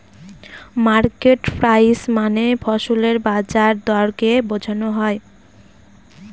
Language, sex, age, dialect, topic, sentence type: Bengali, female, 18-24, Northern/Varendri, agriculture, statement